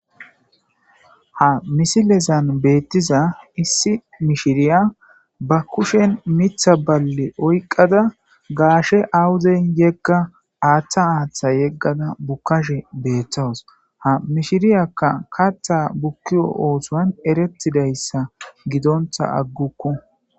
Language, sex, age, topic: Gamo, male, 18-24, agriculture